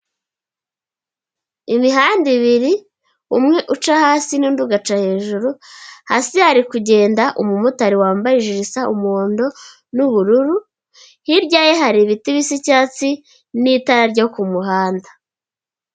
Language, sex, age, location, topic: Kinyarwanda, female, 25-35, Kigali, government